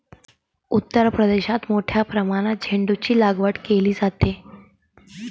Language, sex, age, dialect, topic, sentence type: Marathi, female, 31-35, Varhadi, agriculture, statement